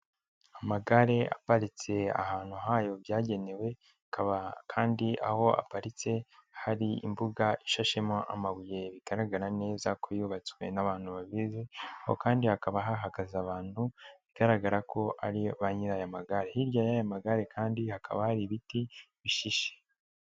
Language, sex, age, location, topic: Kinyarwanda, male, 18-24, Nyagatare, education